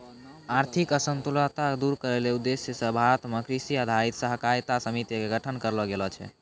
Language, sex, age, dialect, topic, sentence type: Maithili, male, 18-24, Angika, agriculture, statement